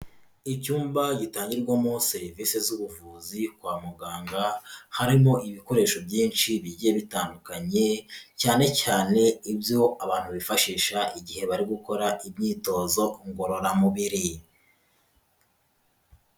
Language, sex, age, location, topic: Kinyarwanda, female, 25-35, Huye, health